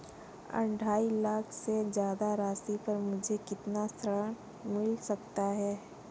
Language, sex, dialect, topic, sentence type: Hindi, female, Kanauji Braj Bhasha, banking, question